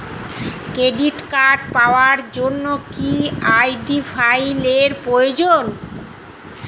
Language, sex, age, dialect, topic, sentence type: Bengali, female, 46-50, Standard Colloquial, banking, question